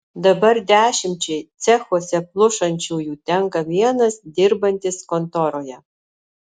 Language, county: Lithuanian, Alytus